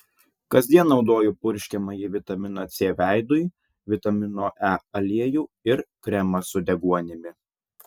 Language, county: Lithuanian, Vilnius